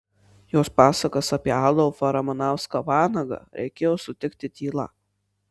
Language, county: Lithuanian, Marijampolė